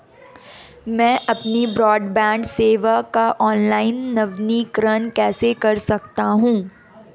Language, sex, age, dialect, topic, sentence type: Hindi, female, 18-24, Marwari Dhudhari, banking, question